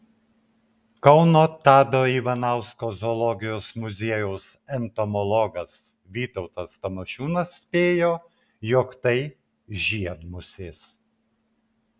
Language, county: Lithuanian, Vilnius